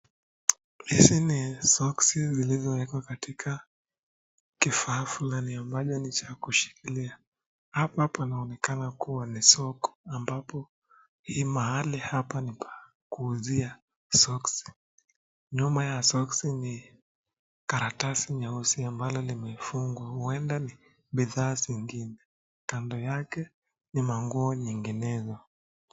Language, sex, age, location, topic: Swahili, male, 25-35, Nakuru, finance